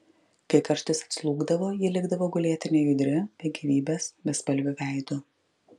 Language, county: Lithuanian, Klaipėda